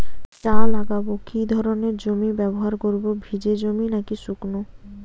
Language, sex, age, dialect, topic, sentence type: Bengali, female, 18-24, Rajbangshi, agriculture, question